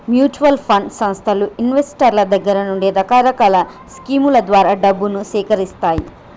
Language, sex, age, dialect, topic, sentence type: Telugu, female, 18-24, Telangana, banking, statement